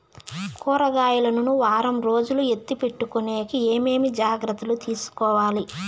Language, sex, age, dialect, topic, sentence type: Telugu, female, 31-35, Southern, agriculture, question